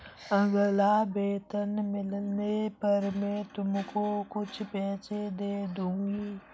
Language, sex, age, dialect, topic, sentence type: Hindi, male, 18-24, Kanauji Braj Bhasha, banking, statement